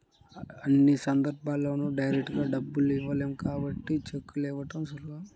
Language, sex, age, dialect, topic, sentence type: Telugu, male, 18-24, Central/Coastal, banking, statement